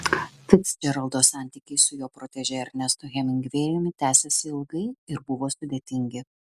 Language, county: Lithuanian, Vilnius